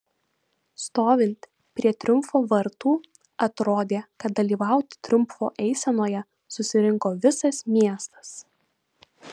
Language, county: Lithuanian, Vilnius